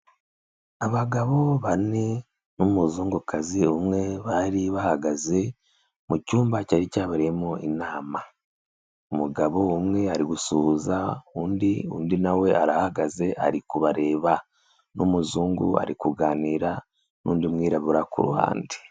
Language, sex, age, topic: Kinyarwanda, female, 25-35, health